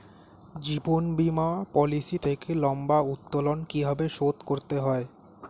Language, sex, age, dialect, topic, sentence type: Bengali, male, 18-24, Standard Colloquial, banking, question